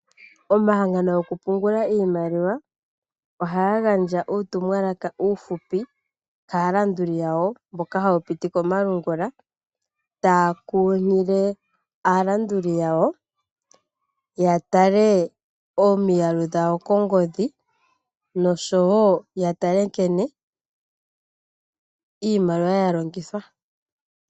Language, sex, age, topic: Oshiwambo, female, 25-35, finance